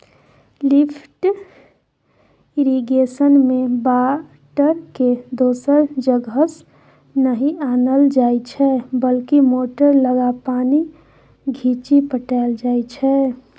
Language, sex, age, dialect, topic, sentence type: Maithili, female, 60-100, Bajjika, agriculture, statement